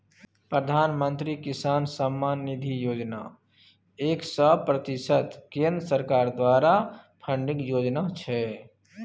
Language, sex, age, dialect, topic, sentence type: Maithili, male, 36-40, Bajjika, agriculture, statement